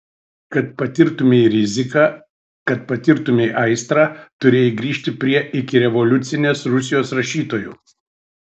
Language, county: Lithuanian, Šiauliai